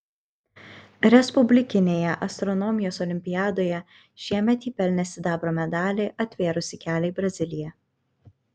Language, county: Lithuanian, Kaunas